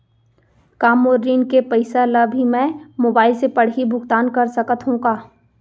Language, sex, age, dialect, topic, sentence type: Chhattisgarhi, female, 25-30, Central, banking, question